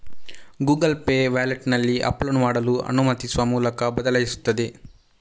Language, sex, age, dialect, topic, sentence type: Kannada, male, 46-50, Coastal/Dakshin, banking, statement